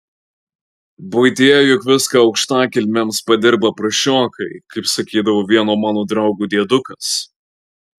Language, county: Lithuanian, Marijampolė